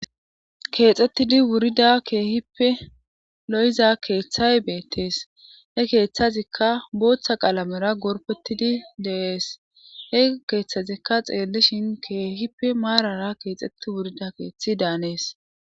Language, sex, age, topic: Gamo, female, 25-35, government